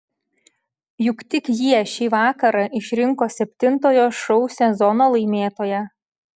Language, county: Lithuanian, Šiauliai